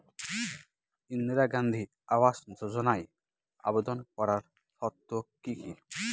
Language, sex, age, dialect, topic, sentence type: Bengali, male, 31-35, Northern/Varendri, banking, question